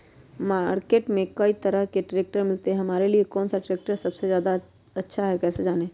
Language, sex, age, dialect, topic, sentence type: Magahi, female, 31-35, Western, agriculture, question